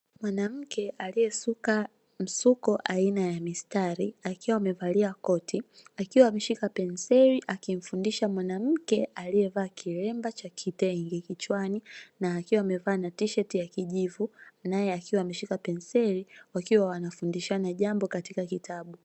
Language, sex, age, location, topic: Swahili, female, 18-24, Dar es Salaam, education